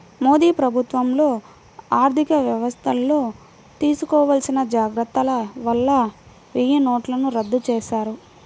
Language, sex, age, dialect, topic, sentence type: Telugu, female, 25-30, Central/Coastal, banking, statement